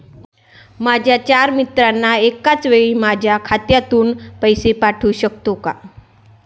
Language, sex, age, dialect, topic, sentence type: Marathi, female, 25-30, Standard Marathi, banking, question